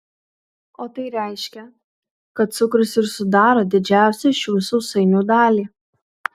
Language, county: Lithuanian, Kaunas